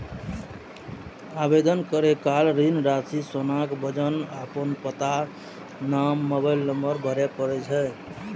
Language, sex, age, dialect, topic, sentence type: Maithili, male, 31-35, Eastern / Thethi, banking, statement